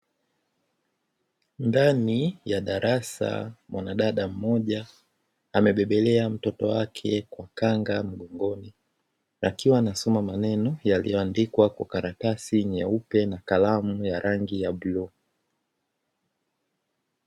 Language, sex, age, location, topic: Swahili, male, 18-24, Dar es Salaam, education